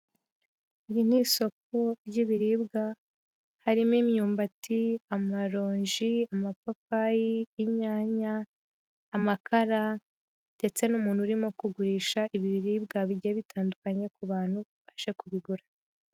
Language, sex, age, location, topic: Kinyarwanda, female, 18-24, Huye, finance